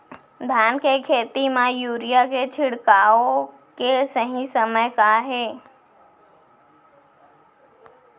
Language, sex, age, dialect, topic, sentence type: Chhattisgarhi, female, 18-24, Central, agriculture, question